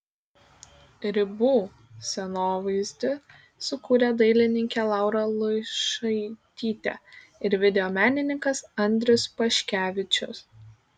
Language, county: Lithuanian, Kaunas